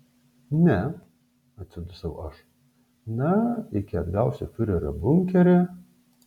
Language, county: Lithuanian, Šiauliai